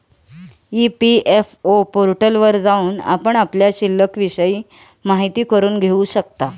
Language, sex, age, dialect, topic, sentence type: Marathi, female, 31-35, Standard Marathi, banking, statement